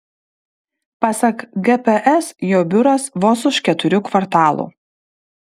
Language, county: Lithuanian, Vilnius